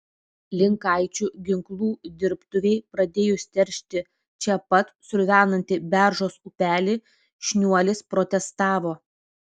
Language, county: Lithuanian, Vilnius